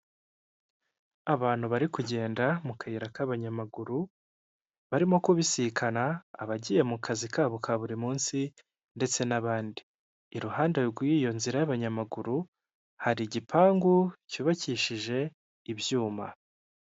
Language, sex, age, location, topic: Kinyarwanda, male, 18-24, Kigali, government